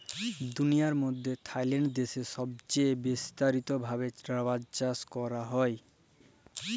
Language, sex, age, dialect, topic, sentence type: Bengali, male, 18-24, Jharkhandi, agriculture, statement